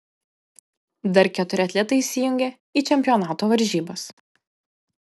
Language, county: Lithuanian, Panevėžys